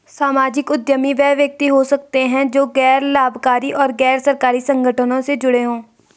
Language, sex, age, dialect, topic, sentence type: Hindi, female, 18-24, Garhwali, banking, statement